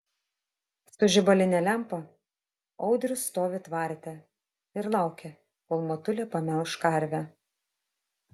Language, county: Lithuanian, Vilnius